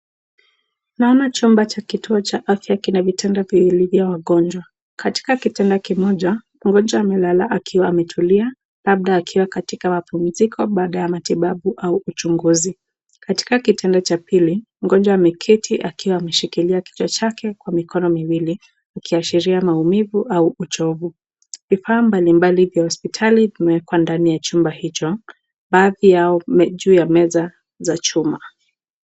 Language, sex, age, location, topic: Swahili, female, 18-24, Nakuru, health